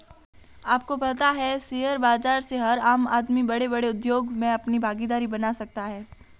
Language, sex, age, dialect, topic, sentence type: Hindi, female, 18-24, Marwari Dhudhari, banking, statement